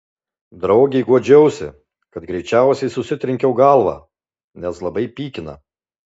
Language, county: Lithuanian, Alytus